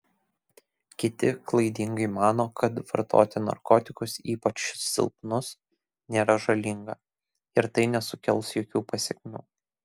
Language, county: Lithuanian, Kaunas